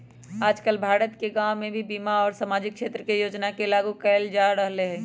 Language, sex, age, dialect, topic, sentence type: Magahi, female, 25-30, Western, banking, statement